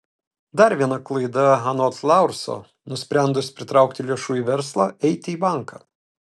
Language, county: Lithuanian, Telšiai